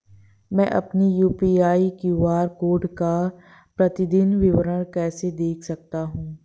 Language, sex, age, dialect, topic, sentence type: Hindi, female, 18-24, Awadhi Bundeli, banking, question